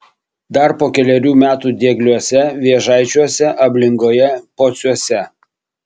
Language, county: Lithuanian, Kaunas